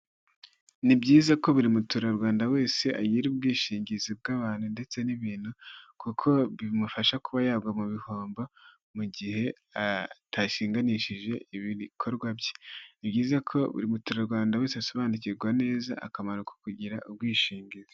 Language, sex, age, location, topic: Kinyarwanda, male, 25-35, Huye, finance